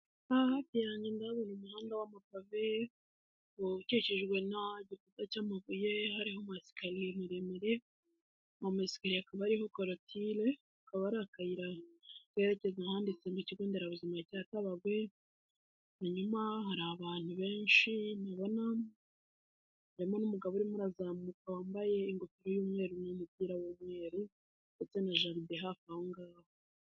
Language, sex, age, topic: Kinyarwanda, female, 18-24, health